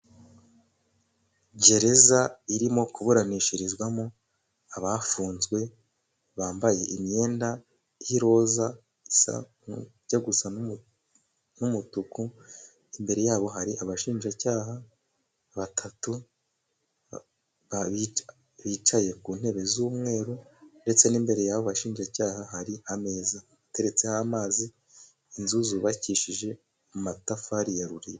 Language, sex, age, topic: Kinyarwanda, male, 18-24, government